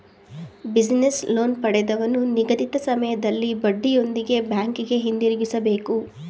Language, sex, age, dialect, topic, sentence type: Kannada, female, 25-30, Mysore Kannada, banking, statement